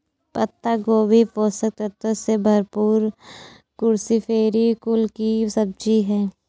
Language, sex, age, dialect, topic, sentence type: Hindi, female, 25-30, Awadhi Bundeli, agriculture, statement